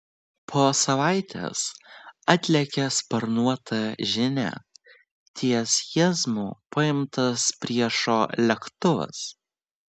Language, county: Lithuanian, Vilnius